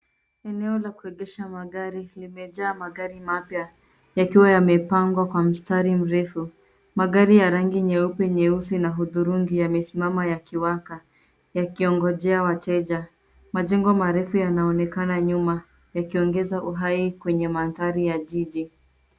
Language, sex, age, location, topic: Swahili, female, 18-24, Nairobi, finance